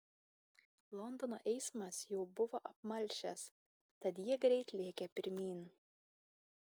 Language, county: Lithuanian, Kaunas